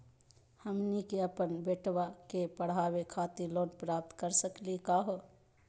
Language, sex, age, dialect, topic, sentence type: Magahi, female, 25-30, Southern, banking, question